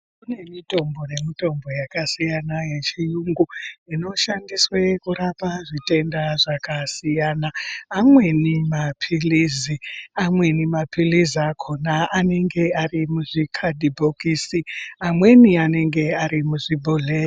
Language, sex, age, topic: Ndau, female, 25-35, health